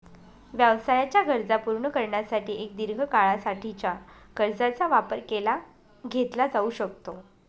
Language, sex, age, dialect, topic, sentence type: Marathi, female, 25-30, Northern Konkan, banking, statement